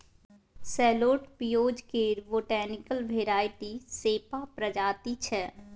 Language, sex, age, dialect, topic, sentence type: Maithili, female, 18-24, Bajjika, agriculture, statement